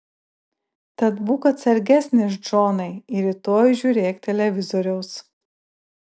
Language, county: Lithuanian, Klaipėda